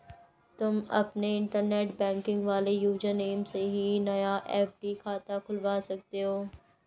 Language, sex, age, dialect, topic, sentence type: Hindi, female, 51-55, Hindustani Malvi Khadi Boli, banking, statement